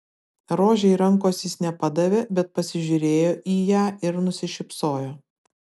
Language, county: Lithuanian, Vilnius